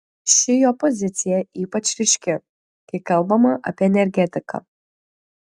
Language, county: Lithuanian, Klaipėda